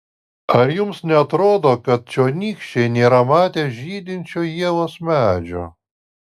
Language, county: Lithuanian, Alytus